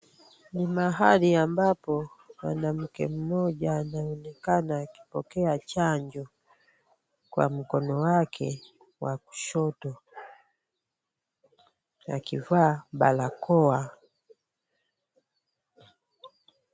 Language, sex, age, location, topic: Swahili, female, 25-35, Kisumu, health